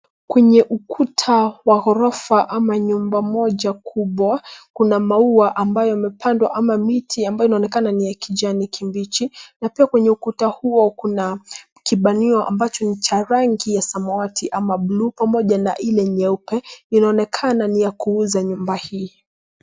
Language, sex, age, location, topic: Swahili, female, 18-24, Nairobi, finance